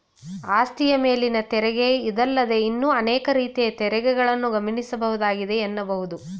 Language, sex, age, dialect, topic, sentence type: Kannada, female, 36-40, Mysore Kannada, banking, statement